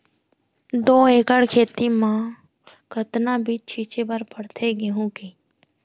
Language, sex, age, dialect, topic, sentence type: Chhattisgarhi, female, 31-35, Central, agriculture, question